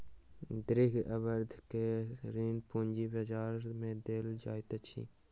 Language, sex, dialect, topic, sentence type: Maithili, male, Southern/Standard, banking, statement